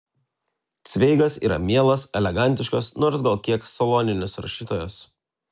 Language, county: Lithuanian, Telšiai